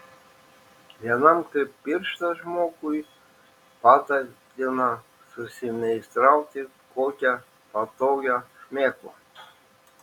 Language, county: Lithuanian, Šiauliai